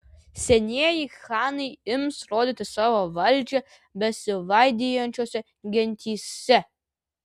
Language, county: Lithuanian, Vilnius